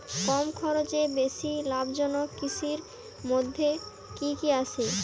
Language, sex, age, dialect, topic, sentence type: Bengali, female, 18-24, Rajbangshi, agriculture, question